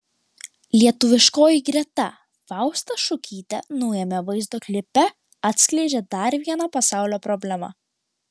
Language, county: Lithuanian, Klaipėda